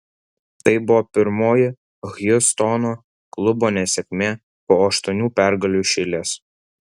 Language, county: Lithuanian, Vilnius